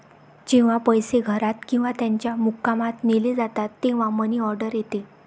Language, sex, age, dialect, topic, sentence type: Marathi, female, 25-30, Varhadi, banking, statement